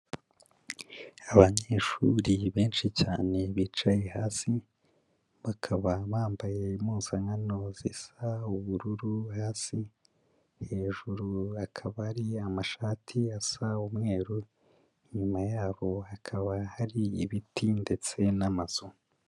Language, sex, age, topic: Kinyarwanda, male, 25-35, education